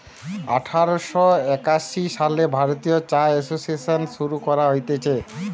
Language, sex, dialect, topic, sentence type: Bengali, male, Western, agriculture, statement